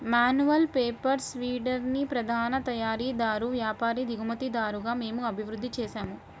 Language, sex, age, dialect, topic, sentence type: Telugu, female, 18-24, Central/Coastal, agriculture, statement